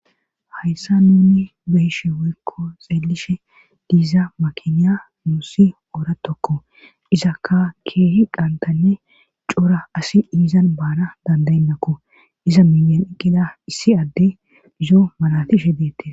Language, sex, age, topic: Gamo, female, 36-49, government